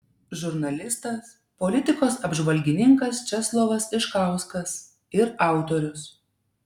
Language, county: Lithuanian, Šiauliai